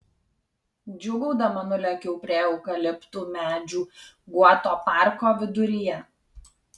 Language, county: Lithuanian, Kaunas